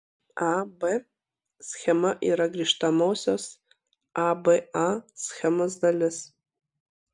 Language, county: Lithuanian, Panevėžys